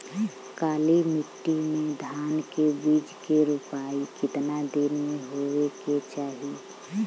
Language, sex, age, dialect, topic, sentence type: Bhojpuri, female, 31-35, Western, agriculture, question